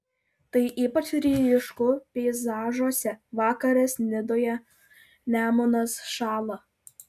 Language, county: Lithuanian, Klaipėda